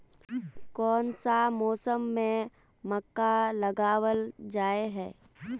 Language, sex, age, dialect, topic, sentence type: Magahi, female, 18-24, Northeastern/Surjapuri, agriculture, question